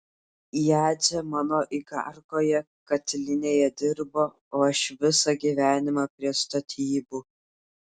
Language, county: Lithuanian, Klaipėda